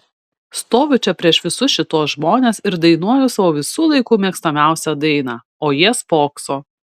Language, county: Lithuanian, Šiauliai